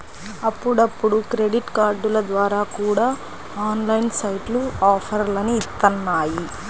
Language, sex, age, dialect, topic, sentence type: Telugu, female, 25-30, Central/Coastal, banking, statement